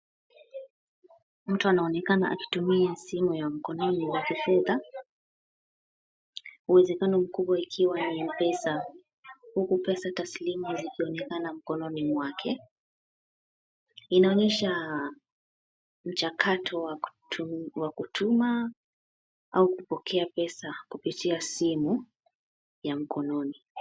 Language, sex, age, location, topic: Swahili, female, 18-24, Kisumu, finance